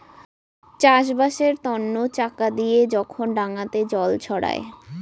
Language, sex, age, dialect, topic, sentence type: Bengali, female, 18-24, Rajbangshi, agriculture, statement